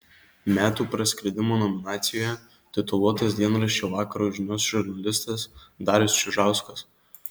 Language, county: Lithuanian, Marijampolė